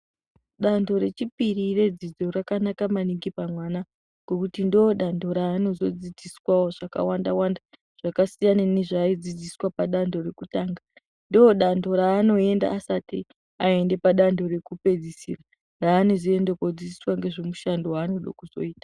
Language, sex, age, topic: Ndau, female, 18-24, education